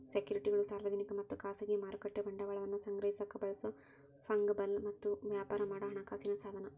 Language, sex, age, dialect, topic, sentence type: Kannada, female, 18-24, Dharwad Kannada, banking, statement